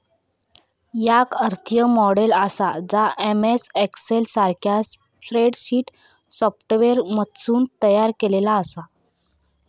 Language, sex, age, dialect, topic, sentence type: Marathi, female, 25-30, Southern Konkan, banking, statement